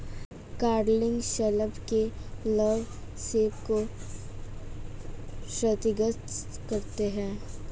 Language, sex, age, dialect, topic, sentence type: Hindi, female, 18-24, Marwari Dhudhari, agriculture, statement